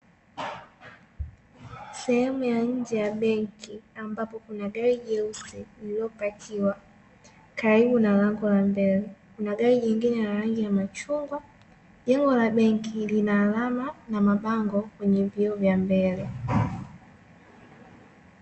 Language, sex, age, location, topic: Swahili, female, 18-24, Dar es Salaam, finance